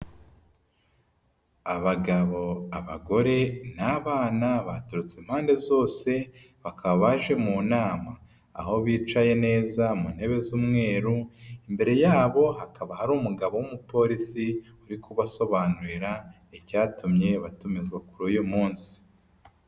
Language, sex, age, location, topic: Kinyarwanda, female, 25-35, Nyagatare, government